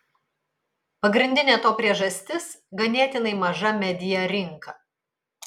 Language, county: Lithuanian, Kaunas